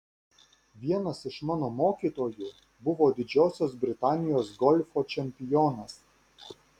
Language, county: Lithuanian, Vilnius